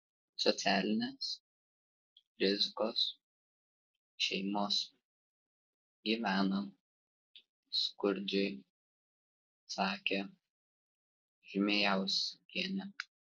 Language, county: Lithuanian, Vilnius